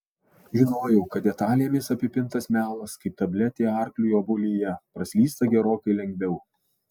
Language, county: Lithuanian, Alytus